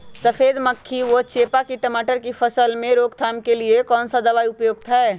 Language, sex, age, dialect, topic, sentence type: Magahi, male, 31-35, Western, agriculture, question